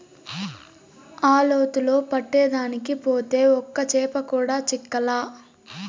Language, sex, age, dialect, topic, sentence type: Telugu, male, 18-24, Southern, agriculture, statement